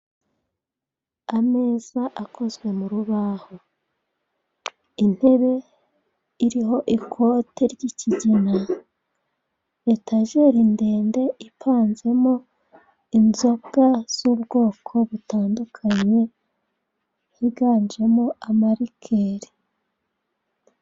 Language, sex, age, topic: Kinyarwanda, female, 36-49, finance